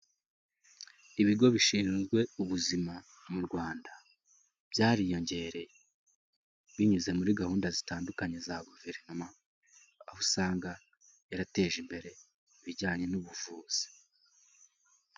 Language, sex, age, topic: Kinyarwanda, male, 18-24, health